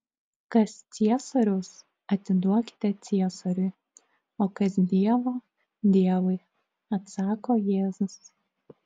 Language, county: Lithuanian, Klaipėda